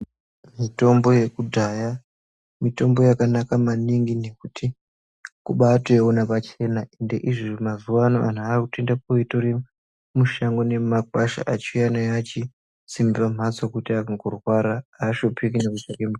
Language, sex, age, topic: Ndau, female, 36-49, health